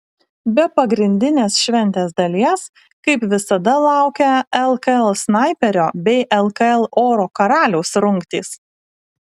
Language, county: Lithuanian, Alytus